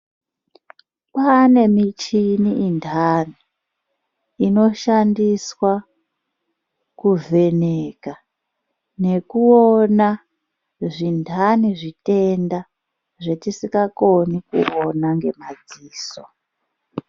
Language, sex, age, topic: Ndau, female, 36-49, health